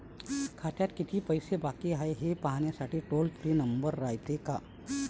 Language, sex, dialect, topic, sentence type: Marathi, male, Varhadi, banking, question